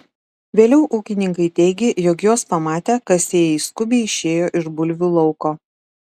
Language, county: Lithuanian, Šiauliai